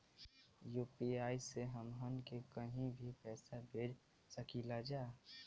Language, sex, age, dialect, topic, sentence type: Bhojpuri, male, 18-24, Western, banking, question